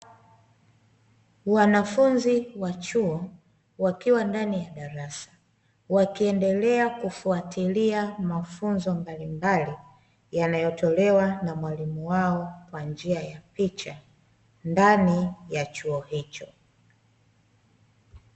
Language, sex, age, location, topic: Swahili, female, 25-35, Dar es Salaam, education